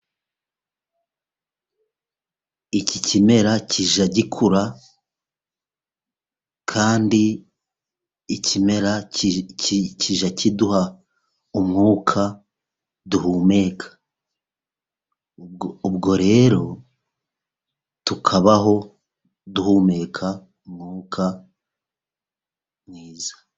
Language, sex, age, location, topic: Kinyarwanda, male, 36-49, Musanze, agriculture